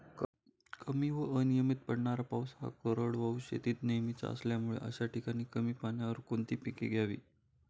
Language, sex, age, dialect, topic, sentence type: Marathi, male, 25-30, Standard Marathi, agriculture, question